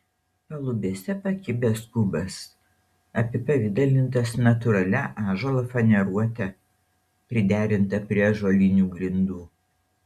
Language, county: Lithuanian, Šiauliai